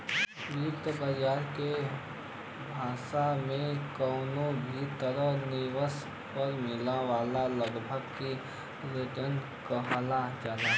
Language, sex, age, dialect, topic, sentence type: Bhojpuri, male, 18-24, Western, banking, statement